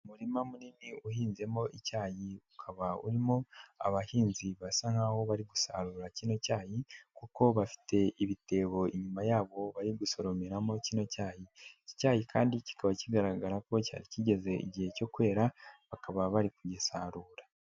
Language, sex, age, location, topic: Kinyarwanda, male, 18-24, Nyagatare, agriculture